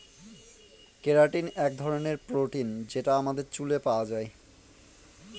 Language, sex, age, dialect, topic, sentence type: Bengali, male, 25-30, Northern/Varendri, agriculture, statement